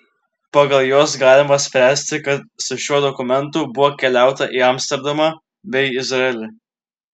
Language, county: Lithuanian, Klaipėda